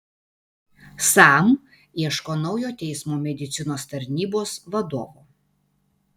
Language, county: Lithuanian, Vilnius